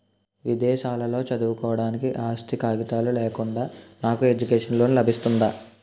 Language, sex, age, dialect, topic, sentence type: Telugu, male, 18-24, Utterandhra, banking, question